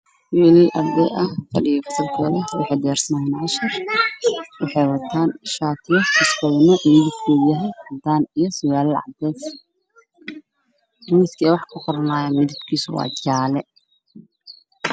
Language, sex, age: Somali, male, 18-24